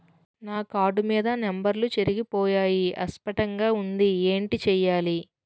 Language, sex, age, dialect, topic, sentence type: Telugu, female, 18-24, Utterandhra, banking, question